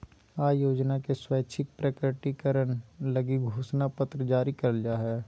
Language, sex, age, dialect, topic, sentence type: Magahi, male, 18-24, Southern, banking, statement